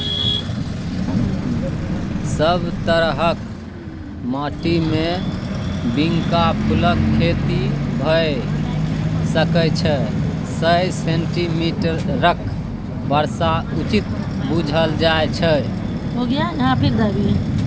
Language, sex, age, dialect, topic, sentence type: Maithili, male, 36-40, Bajjika, agriculture, statement